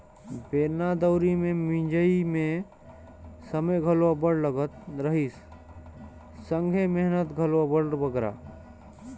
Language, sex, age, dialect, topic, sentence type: Chhattisgarhi, male, 31-35, Northern/Bhandar, agriculture, statement